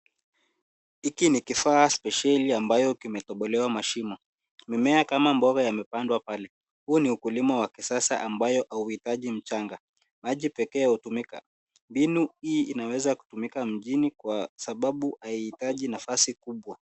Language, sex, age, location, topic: Swahili, male, 18-24, Nairobi, agriculture